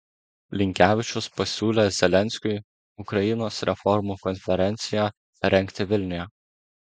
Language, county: Lithuanian, Klaipėda